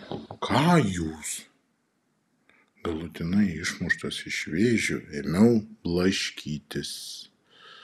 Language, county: Lithuanian, Šiauliai